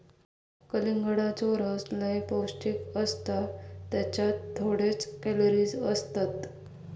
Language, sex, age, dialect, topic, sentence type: Marathi, female, 31-35, Southern Konkan, agriculture, statement